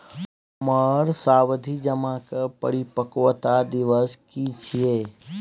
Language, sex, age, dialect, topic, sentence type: Maithili, male, 31-35, Bajjika, banking, question